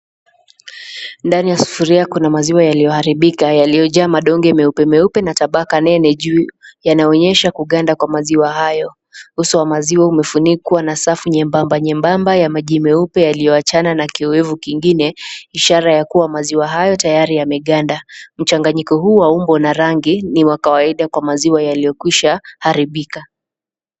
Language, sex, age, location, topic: Swahili, female, 18-24, Nakuru, agriculture